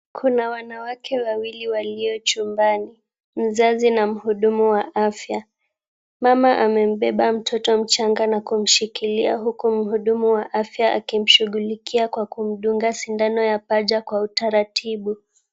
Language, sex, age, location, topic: Swahili, female, 18-24, Kisumu, health